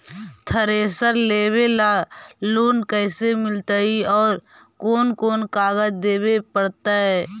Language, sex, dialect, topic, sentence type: Magahi, female, Central/Standard, agriculture, question